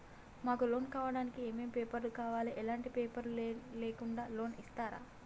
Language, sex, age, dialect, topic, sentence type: Telugu, female, 18-24, Telangana, banking, question